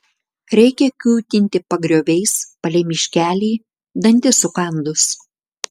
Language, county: Lithuanian, Klaipėda